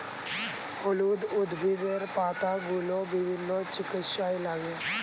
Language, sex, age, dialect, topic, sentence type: Bengali, male, 18-24, Standard Colloquial, agriculture, statement